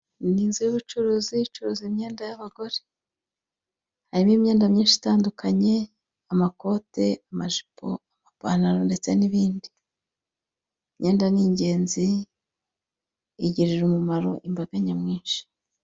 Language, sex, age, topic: Kinyarwanda, female, 25-35, finance